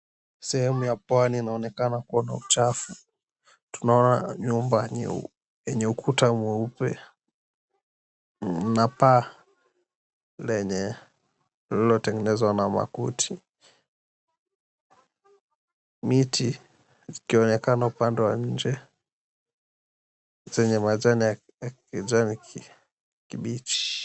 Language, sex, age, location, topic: Swahili, male, 18-24, Mombasa, agriculture